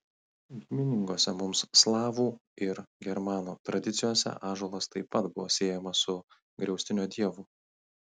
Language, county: Lithuanian, Kaunas